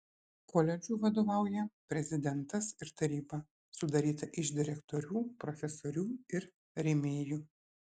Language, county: Lithuanian, Šiauliai